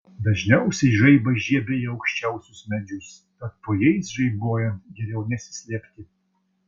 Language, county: Lithuanian, Vilnius